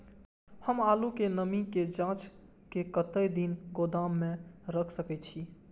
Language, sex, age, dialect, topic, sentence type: Maithili, male, 18-24, Eastern / Thethi, agriculture, question